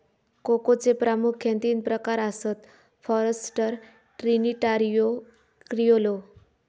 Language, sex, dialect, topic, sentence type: Marathi, female, Southern Konkan, agriculture, statement